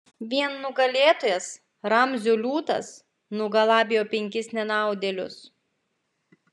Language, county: Lithuanian, Klaipėda